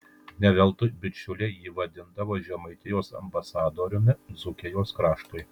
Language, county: Lithuanian, Kaunas